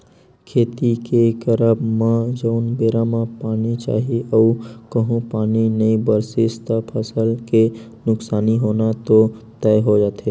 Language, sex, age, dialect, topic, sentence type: Chhattisgarhi, male, 18-24, Western/Budati/Khatahi, banking, statement